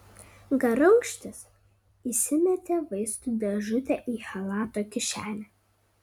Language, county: Lithuanian, Kaunas